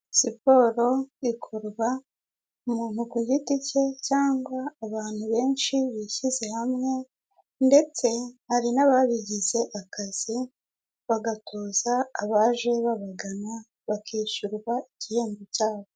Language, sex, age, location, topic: Kinyarwanda, female, 18-24, Kigali, health